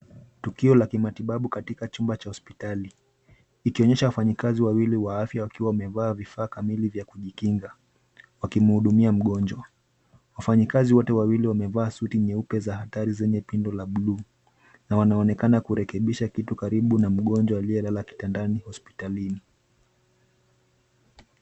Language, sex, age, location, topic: Swahili, male, 25-35, Nairobi, health